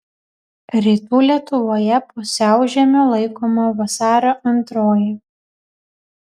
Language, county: Lithuanian, Kaunas